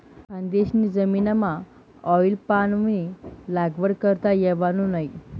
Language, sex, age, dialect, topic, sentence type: Marathi, female, 18-24, Northern Konkan, agriculture, statement